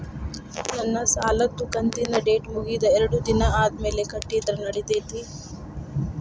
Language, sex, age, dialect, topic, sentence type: Kannada, female, 25-30, Dharwad Kannada, banking, question